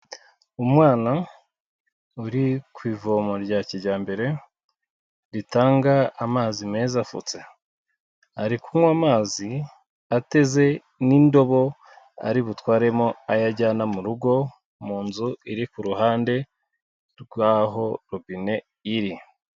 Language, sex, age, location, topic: Kinyarwanda, male, 36-49, Kigali, health